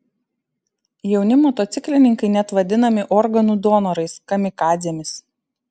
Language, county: Lithuanian, Šiauliai